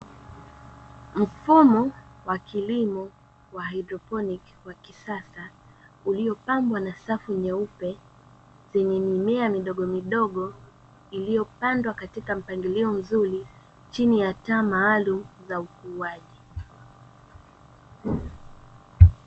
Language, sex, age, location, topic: Swahili, female, 18-24, Dar es Salaam, agriculture